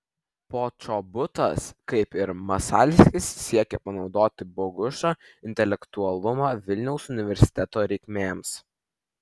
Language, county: Lithuanian, Vilnius